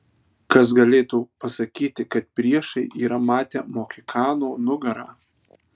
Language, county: Lithuanian, Tauragė